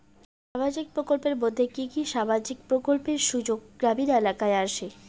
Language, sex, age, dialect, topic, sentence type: Bengali, female, 18-24, Rajbangshi, banking, question